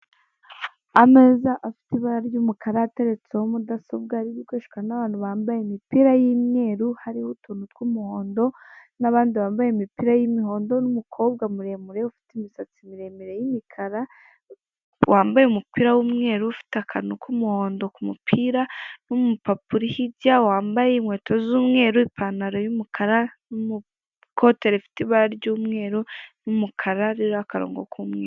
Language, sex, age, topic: Kinyarwanda, female, 18-24, finance